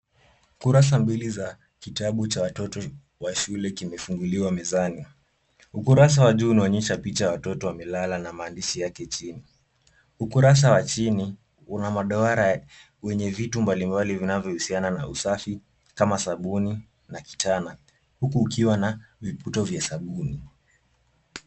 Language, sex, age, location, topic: Swahili, male, 18-24, Kisumu, education